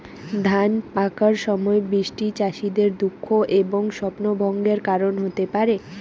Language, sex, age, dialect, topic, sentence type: Bengali, female, 18-24, Rajbangshi, agriculture, question